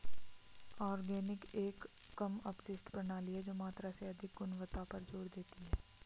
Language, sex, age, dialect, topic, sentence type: Hindi, female, 60-100, Marwari Dhudhari, agriculture, statement